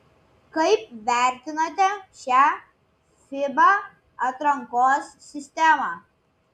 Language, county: Lithuanian, Klaipėda